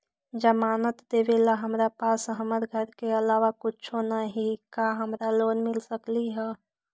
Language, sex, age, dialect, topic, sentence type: Magahi, female, 18-24, Western, banking, question